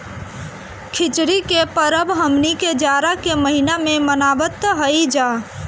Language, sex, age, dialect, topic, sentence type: Bhojpuri, female, 18-24, Northern, agriculture, statement